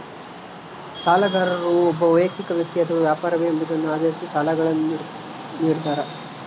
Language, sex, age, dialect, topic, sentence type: Kannada, male, 18-24, Central, banking, statement